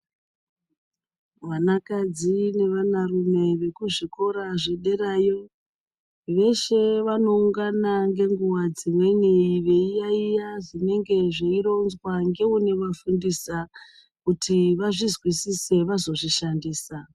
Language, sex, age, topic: Ndau, male, 36-49, education